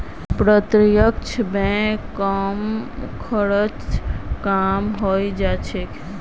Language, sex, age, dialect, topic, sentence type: Magahi, female, 18-24, Northeastern/Surjapuri, banking, statement